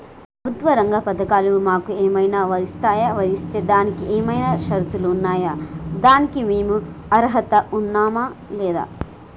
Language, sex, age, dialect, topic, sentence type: Telugu, female, 18-24, Telangana, banking, question